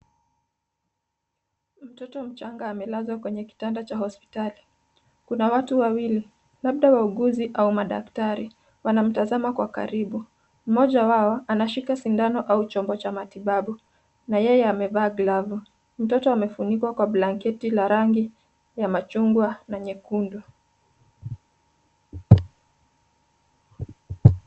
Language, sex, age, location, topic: Swahili, female, 25-35, Nairobi, health